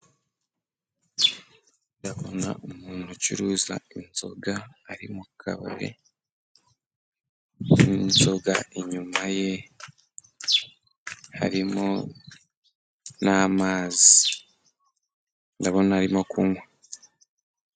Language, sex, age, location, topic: Kinyarwanda, male, 18-24, Musanze, finance